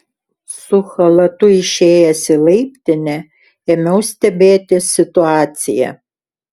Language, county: Lithuanian, Šiauliai